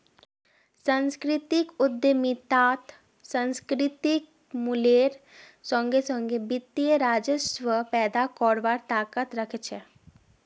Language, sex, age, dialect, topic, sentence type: Magahi, female, 18-24, Northeastern/Surjapuri, banking, statement